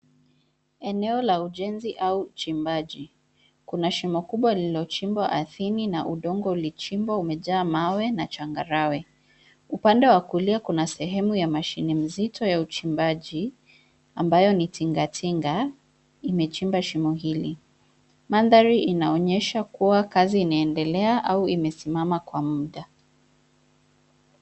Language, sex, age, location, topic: Swahili, female, 25-35, Nairobi, government